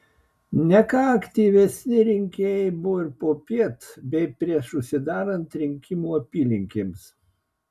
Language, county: Lithuanian, Klaipėda